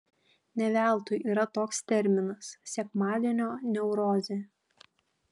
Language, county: Lithuanian, Panevėžys